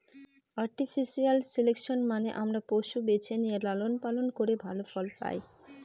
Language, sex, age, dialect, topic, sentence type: Bengali, female, 25-30, Northern/Varendri, agriculture, statement